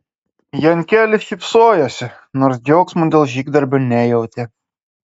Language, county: Lithuanian, Klaipėda